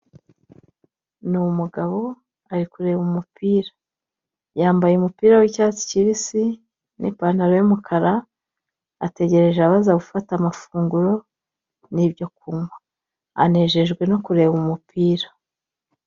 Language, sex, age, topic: Kinyarwanda, female, 25-35, finance